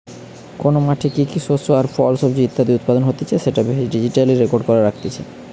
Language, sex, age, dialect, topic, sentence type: Bengali, male, 25-30, Western, agriculture, statement